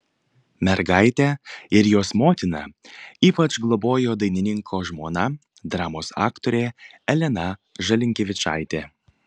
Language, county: Lithuanian, Panevėžys